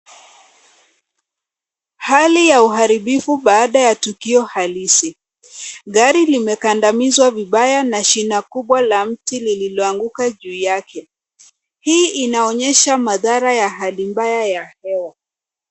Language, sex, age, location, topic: Swahili, female, 25-35, Nairobi, health